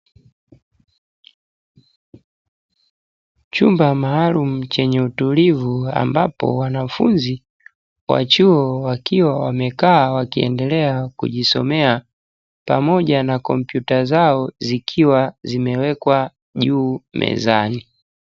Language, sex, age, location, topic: Swahili, male, 18-24, Dar es Salaam, education